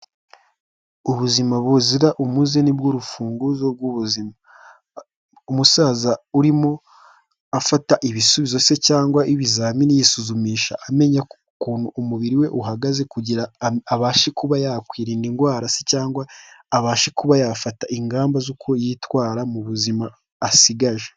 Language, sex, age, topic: Kinyarwanda, male, 18-24, health